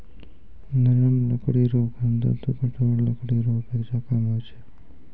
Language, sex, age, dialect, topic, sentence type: Maithili, female, 25-30, Angika, agriculture, statement